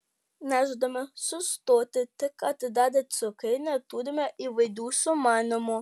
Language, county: Lithuanian, Panevėžys